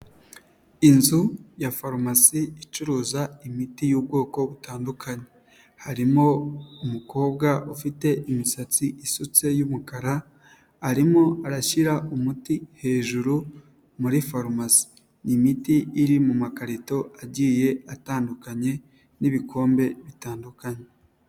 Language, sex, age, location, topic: Kinyarwanda, male, 18-24, Nyagatare, health